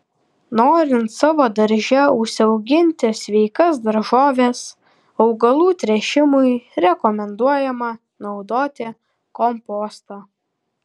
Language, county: Lithuanian, Kaunas